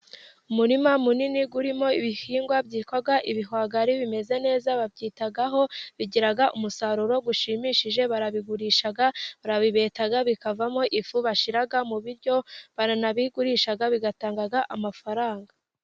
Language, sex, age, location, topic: Kinyarwanda, female, 25-35, Musanze, agriculture